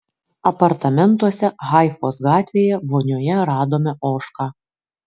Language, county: Lithuanian, Kaunas